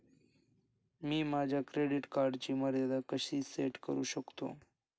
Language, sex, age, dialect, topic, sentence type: Marathi, male, 25-30, Standard Marathi, banking, statement